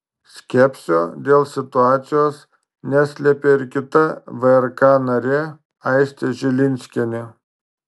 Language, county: Lithuanian, Marijampolė